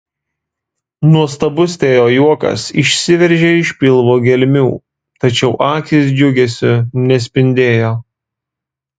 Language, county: Lithuanian, Vilnius